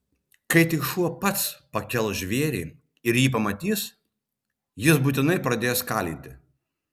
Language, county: Lithuanian, Vilnius